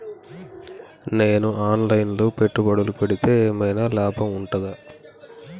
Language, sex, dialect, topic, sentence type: Telugu, male, Telangana, banking, question